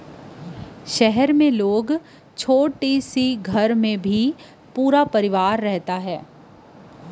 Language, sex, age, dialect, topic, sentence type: Chhattisgarhi, female, 25-30, Western/Budati/Khatahi, banking, statement